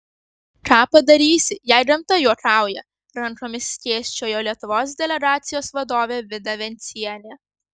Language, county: Lithuanian, Kaunas